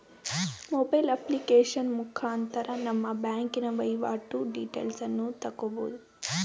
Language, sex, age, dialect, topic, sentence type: Kannada, female, 18-24, Mysore Kannada, banking, statement